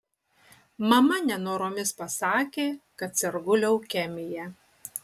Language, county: Lithuanian, Utena